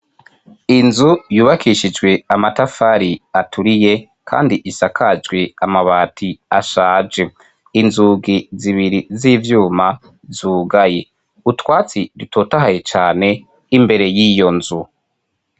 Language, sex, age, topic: Rundi, female, 25-35, education